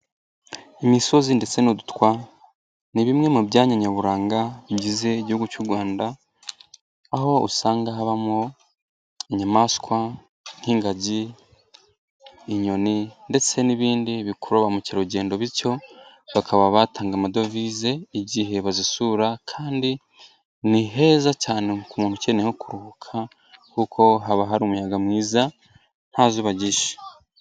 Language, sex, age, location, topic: Kinyarwanda, male, 18-24, Nyagatare, agriculture